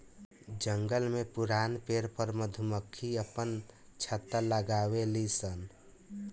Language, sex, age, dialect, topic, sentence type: Bhojpuri, male, 25-30, Southern / Standard, agriculture, statement